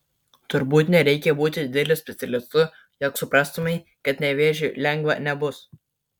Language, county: Lithuanian, Kaunas